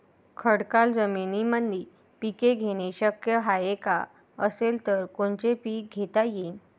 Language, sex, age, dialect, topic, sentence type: Marathi, female, 18-24, Varhadi, agriculture, question